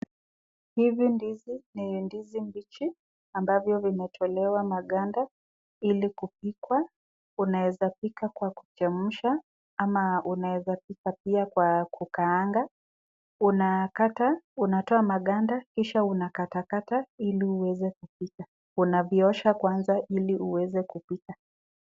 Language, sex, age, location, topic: Swahili, female, 25-35, Nakuru, agriculture